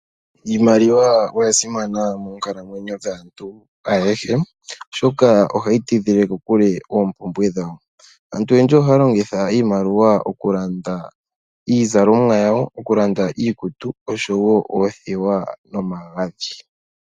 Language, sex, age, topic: Oshiwambo, male, 18-24, finance